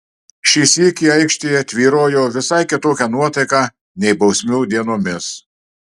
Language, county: Lithuanian, Marijampolė